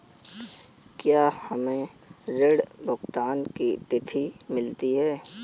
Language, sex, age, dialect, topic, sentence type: Hindi, male, 18-24, Kanauji Braj Bhasha, banking, question